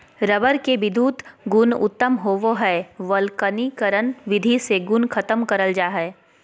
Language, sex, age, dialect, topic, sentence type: Magahi, female, 18-24, Southern, agriculture, statement